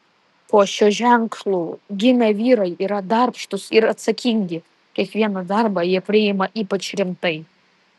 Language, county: Lithuanian, Alytus